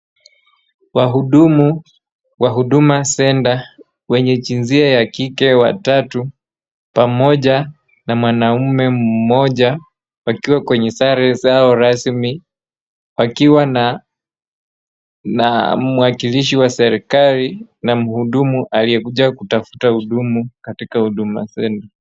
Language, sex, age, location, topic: Swahili, male, 25-35, Wajir, government